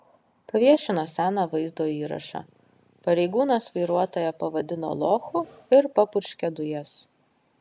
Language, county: Lithuanian, Kaunas